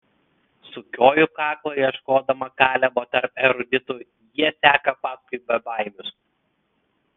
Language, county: Lithuanian, Telšiai